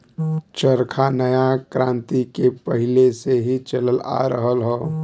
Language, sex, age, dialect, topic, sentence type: Bhojpuri, male, 36-40, Western, agriculture, statement